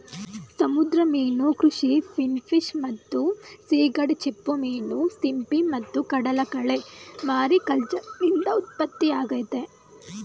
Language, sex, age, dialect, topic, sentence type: Kannada, female, 18-24, Mysore Kannada, agriculture, statement